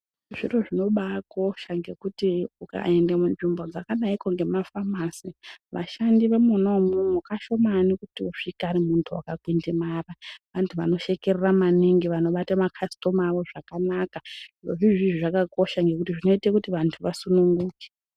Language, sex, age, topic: Ndau, female, 18-24, health